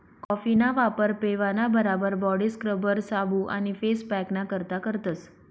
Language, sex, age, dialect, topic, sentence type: Marathi, female, 31-35, Northern Konkan, agriculture, statement